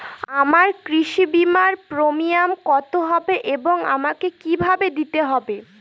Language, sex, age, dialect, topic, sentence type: Bengali, female, 18-24, Northern/Varendri, banking, question